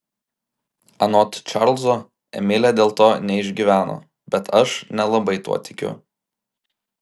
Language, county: Lithuanian, Klaipėda